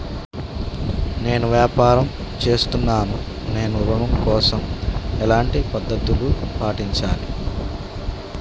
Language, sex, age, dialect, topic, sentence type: Telugu, male, 31-35, Telangana, banking, question